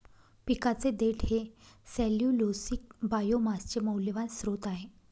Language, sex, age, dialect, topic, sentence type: Marathi, female, 31-35, Northern Konkan, agriculture, statement